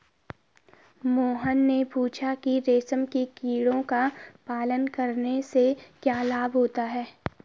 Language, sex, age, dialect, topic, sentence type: Hindi, female, 18-24, Garhwali, agriculture, statement